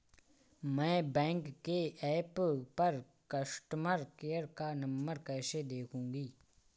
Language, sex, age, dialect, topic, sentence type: Hindi, male, 18-24, Awadhi Bundeli, banking, statement